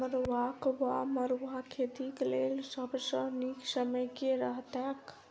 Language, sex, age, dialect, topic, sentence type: Maithili, female, 18-24, Southern/Standard, agriculture, question